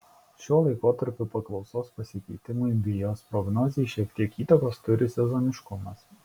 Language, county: Lithuanian, Šiauliai